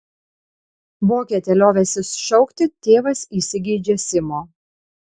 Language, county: Lithuanian, Panevėžys